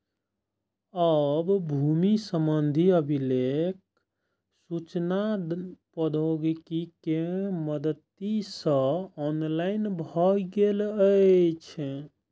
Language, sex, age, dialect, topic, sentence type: Maithili, male, 25-30, Eastern / Thethi, agriculture, statement